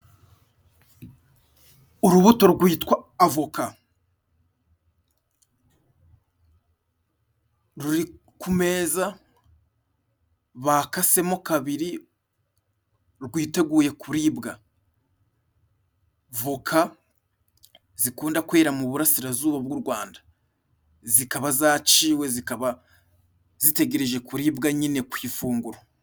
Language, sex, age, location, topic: Kinyarwanda, male, 25-35, Musanze, agriculture